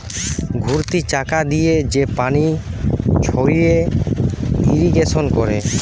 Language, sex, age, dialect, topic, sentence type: Bengali, male, 18-24, Western, agriculture, statement